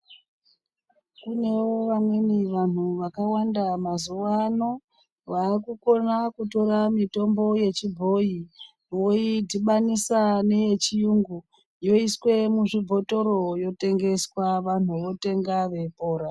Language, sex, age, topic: Ndau, male, 36-49, health